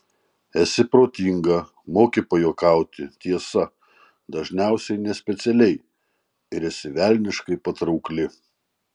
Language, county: Lithuanian, Marijampolė